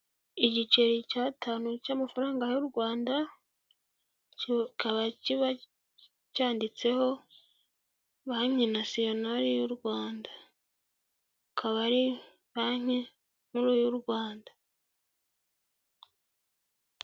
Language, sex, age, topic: Kinyarwanda, female, 25-35, finance